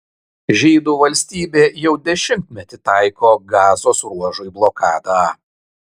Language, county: Lithuanian, Kaunas